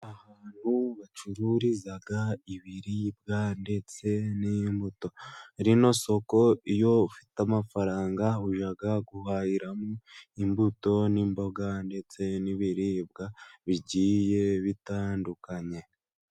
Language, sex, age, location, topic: Kinyarwanda, male, 18-24, Musanze, finance